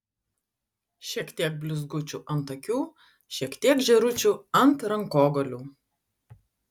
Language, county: Lithuanian, Utena